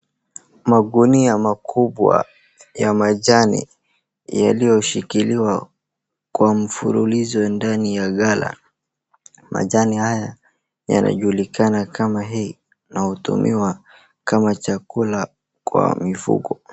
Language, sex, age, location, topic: Swahili, male, 36-49, Wajir, agriculture